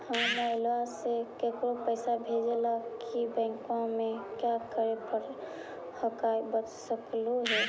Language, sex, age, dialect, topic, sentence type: Magahi, male, 31-35, Central/Standard, banking, question